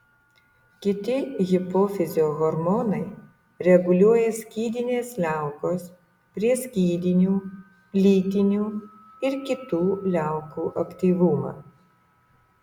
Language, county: Lithuanian, Utena